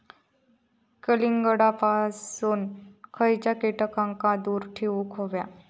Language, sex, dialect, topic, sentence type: Marathi, female, Southern Konkan, agriculture, question